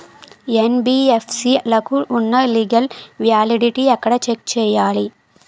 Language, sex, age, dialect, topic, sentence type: Telugu, female, 18-24, Utterandhra, banking, question